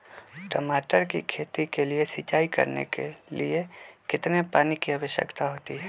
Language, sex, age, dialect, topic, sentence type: Magahi, male, 25-30, Western, agriculture, question